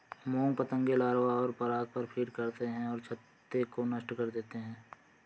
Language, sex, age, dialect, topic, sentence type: Hindi, male, 25-30, Awadhi Bundeli, agriculture, statement